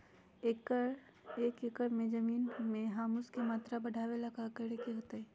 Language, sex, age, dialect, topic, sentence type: Magahi, female, 25-30, Western, agriculture, question